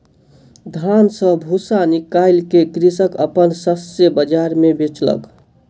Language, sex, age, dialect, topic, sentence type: Maithili, male, 18-24, Southern/Standard, agriculture, statement